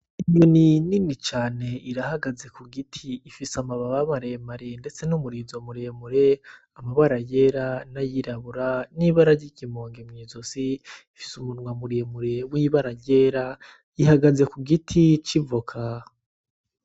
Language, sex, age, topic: Rundi, male, 25-35, agriculture